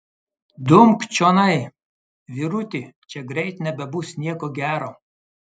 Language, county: Lithuanian, Klaipėda